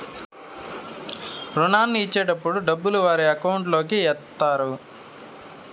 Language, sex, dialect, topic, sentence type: Telugu, male, Southern, banking, statement